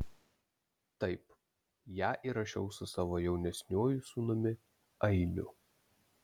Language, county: Lithuanian, Vilnius